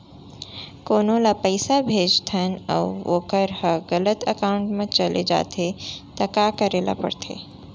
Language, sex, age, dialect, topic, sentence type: Chhattisgarhi, female, 18-24, Central, banking, question